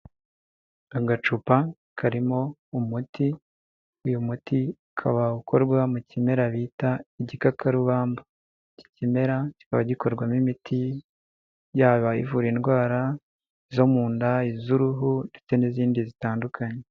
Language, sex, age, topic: Kinyarwanda, male, 18-24, health